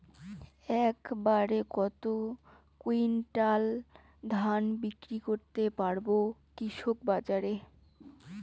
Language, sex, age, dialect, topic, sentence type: Bengali, female, 18-24, Rajbangshi, agriculture, question